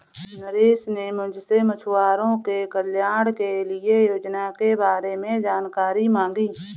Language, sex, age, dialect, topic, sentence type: Hindi, female, 41-45, Marwari Dhudhari, agriculture, statement